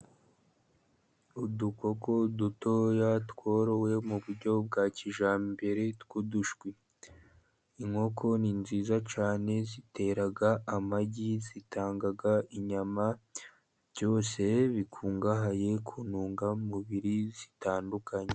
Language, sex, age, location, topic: Kinyarwanda, male, 50+, Musanze, agriculture